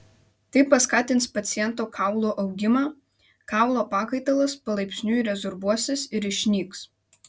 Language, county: Lithuanian, Vilnius